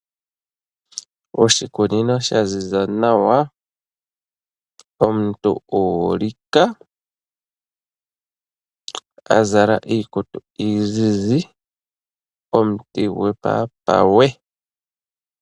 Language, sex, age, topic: Oshiwambo, male, 25-35, agriculture